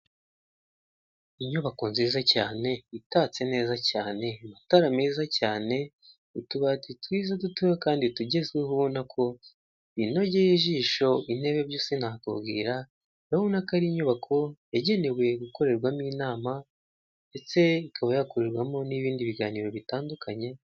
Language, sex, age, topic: Kinyarwanda, male, 18-24, government